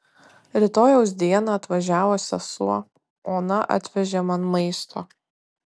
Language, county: Lithuanian, Kaunas